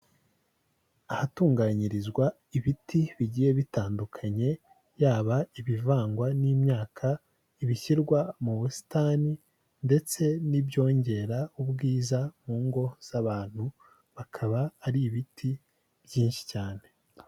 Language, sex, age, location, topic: Kinyarwanda, male, 18-24, Huye, agriculture